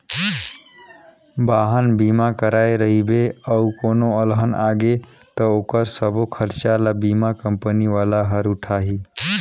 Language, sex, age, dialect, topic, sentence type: Chhattisgarhi, male, 31-35, Northern/Bhandar, banking, statement